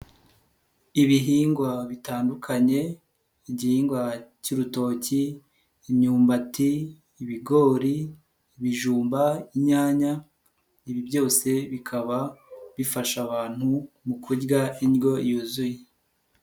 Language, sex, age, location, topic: Kinyarwanda, male, 18-24, Nyagatare, agriculture